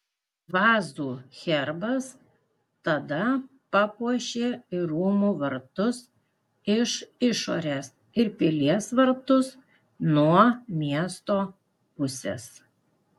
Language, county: Lithuanian, Klaipėda